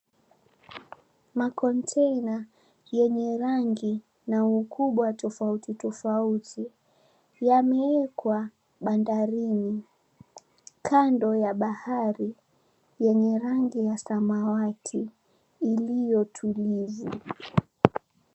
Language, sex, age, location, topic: Swahili, female, 18-24, Mombasa, government